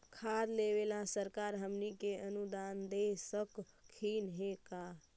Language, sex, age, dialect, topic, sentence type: Magahi, female, 18-24, Central/Standard, agriculture, question